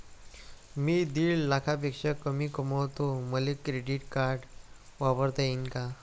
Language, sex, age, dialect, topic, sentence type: Marathi, male, 18-24, Varhadi, banking, question